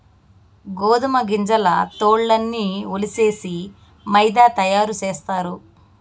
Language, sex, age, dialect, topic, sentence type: Telugu, female, 18-24, Southern, agriculture, statement